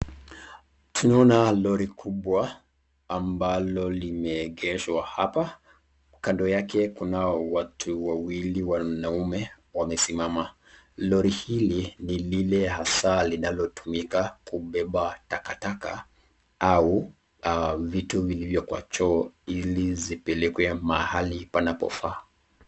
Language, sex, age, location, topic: Swahili, male, 36-49, Nakuru, health